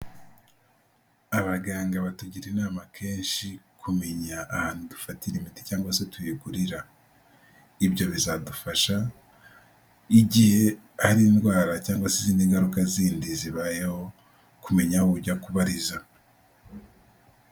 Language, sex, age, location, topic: Kinyarwanda, male, 18-24, Nyagatare, health